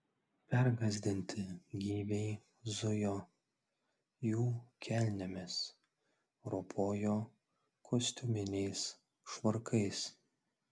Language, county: Lithuanian, Klaipėda